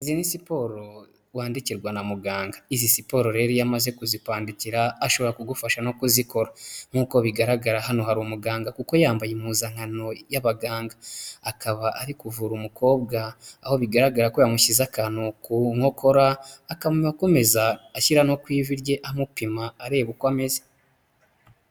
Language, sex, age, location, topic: Kinyarwanda, male, 25-35, Huye, health